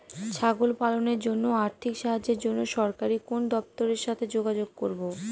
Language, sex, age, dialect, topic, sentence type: Bengali, female, 18-24, Northern/Varendri, agriculture, question